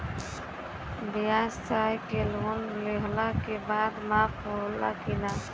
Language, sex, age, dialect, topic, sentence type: Bhojpuri, female, 25-30, Western, banking, question